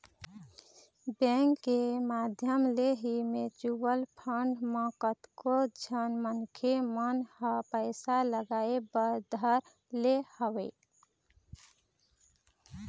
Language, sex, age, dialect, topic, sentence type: Chhattisgarhi, female, 25-30, Eastern, banking, statement